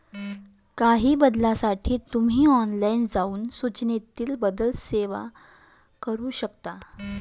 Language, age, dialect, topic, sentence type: Marathi, 18-24, Varhadi, banking, statement